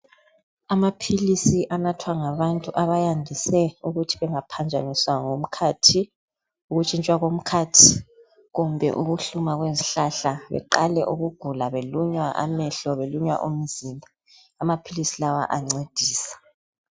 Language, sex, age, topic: North Ndebele, female, 50+, health